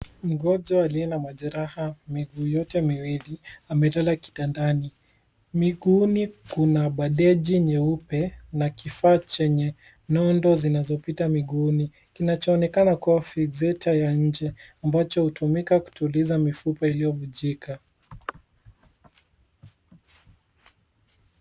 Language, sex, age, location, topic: Swahili, male, 18-24, Nairobi, health